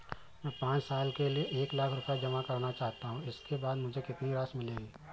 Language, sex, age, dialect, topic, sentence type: Hindi, male, 25-30, Awadhi Bundeli, banking, question